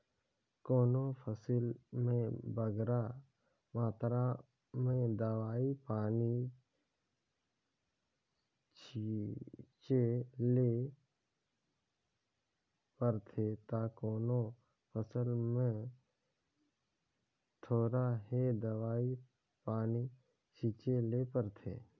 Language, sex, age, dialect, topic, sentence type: Chhattisgarhi, male, 25-30, Northern/Bhandar, agriculture, statement